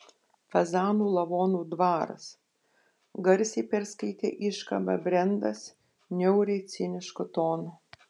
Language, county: Lithuanian, Panevėžys